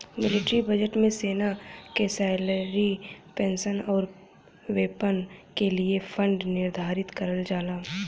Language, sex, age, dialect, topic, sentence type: Bhojpuri, female, 18-24, Western, banking, statement